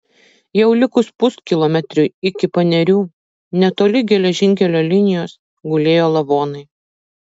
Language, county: Lithuanian, Kaunas